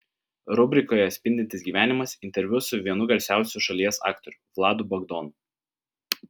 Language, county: Lithuanian, Vilnius